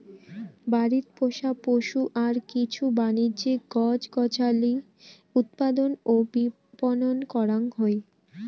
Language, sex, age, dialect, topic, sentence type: Bengali, female, 18-24, Rajbangshi, agriculture, statement